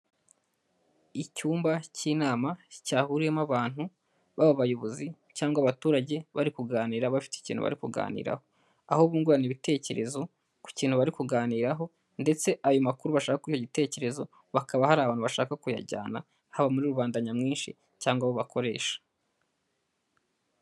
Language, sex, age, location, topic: Kinyarwanda, male, 18-24, Huye, government